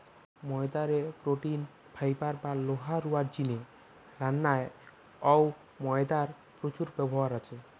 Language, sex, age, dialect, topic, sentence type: Bengali, female, 25-30, Western, agriculture, statement